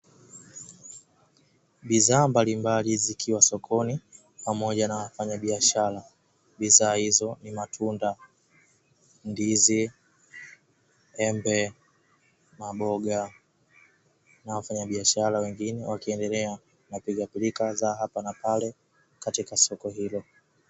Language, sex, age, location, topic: Swahili, male, 18-24, Dar es Salaam, finance